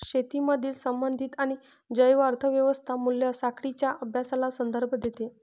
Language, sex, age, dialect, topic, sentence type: Marathi, female, 25-30, Varhadi, agriculture, statement